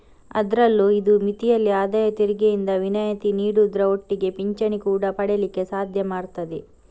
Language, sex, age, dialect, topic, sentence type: Kannada, female, 18-24, Coastal/Dakshin, banking, statement